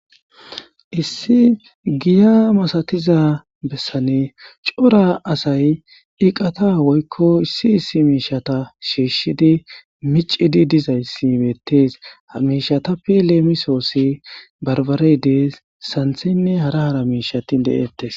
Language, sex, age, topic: Gamo, male, 25-35, agriculture